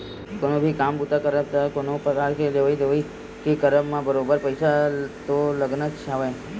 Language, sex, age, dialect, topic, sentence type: Chhattisgarhi, male, 60-100, Western/Budati/Khatahi, banking, statement